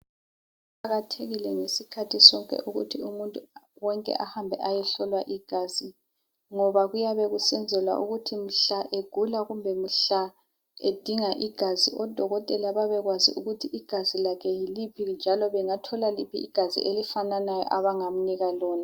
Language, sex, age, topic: North Ndebele, female, 50+, health